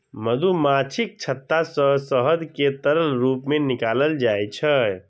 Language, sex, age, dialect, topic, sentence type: Maithili, male, 60-100, Eastern / Thethi, agriculture, statement